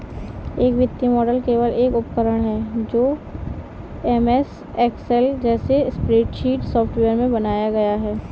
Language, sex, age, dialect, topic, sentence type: Hindi, female, 18-24, Kanauji Braj Bhasha, banking, statement